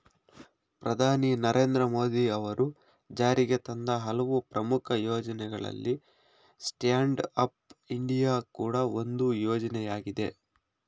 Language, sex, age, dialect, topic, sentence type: Kannada, male, 25-30, Mysore Kannada, banking, statement